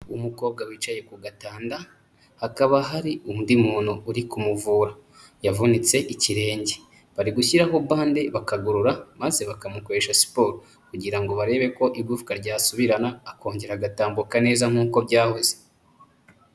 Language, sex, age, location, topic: Kinyarwanda, male, 25-35, Huye, health